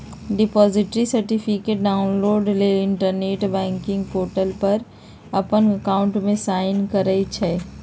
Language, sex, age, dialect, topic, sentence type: Magahi, female, 51-55, Western, banking, statement